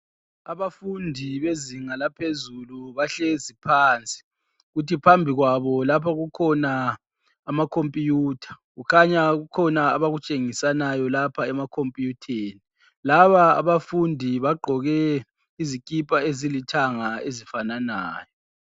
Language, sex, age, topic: North Ndebele, male, 25-35, education